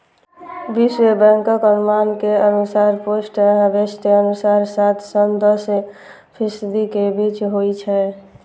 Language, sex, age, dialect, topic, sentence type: Maithili, male, 25-30, Eastern / Thethi, agriculture, statement